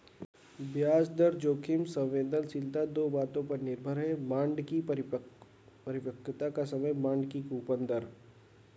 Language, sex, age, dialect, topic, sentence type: Hindi, male, 60-100, Kanauji Braj Bhasha, banking, statement